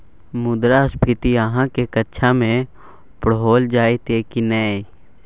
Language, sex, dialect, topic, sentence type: Maithili, male, Bajjika, banking, statement